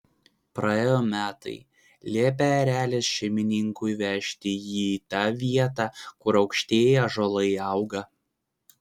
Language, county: Lithuanian, Vilnius